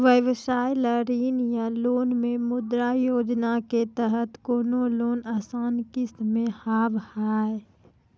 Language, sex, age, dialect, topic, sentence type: Maithili, female, 18-24, Angika, banking, question